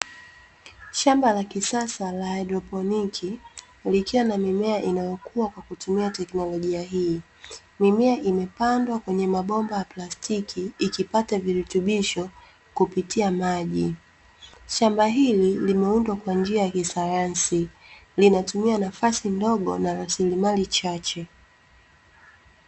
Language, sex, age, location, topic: Swahili, female, 25-35, Dar es Salaam, agriculture